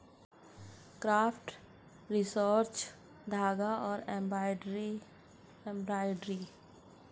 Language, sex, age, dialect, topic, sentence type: Hindi, female, 18-24, Hindustani Malvi Khadi Boli, agriculture, statement